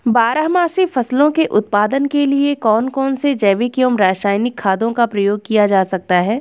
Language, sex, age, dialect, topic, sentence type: Hindi, female, 25-30, Garhwali, agriculture, question